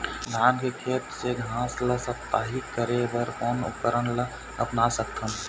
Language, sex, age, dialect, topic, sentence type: Chhattisgarhi, male, 25-30, Eastern, agriculture, question